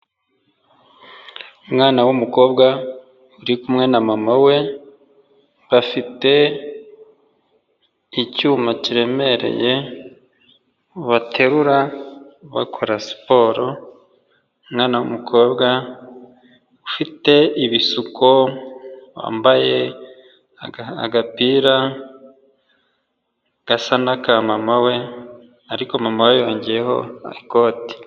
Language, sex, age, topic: Kinyarwanda, male, 25-35, health